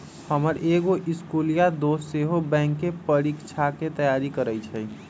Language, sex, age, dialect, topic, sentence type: Magahi, male, 25-30, Western, banking, statement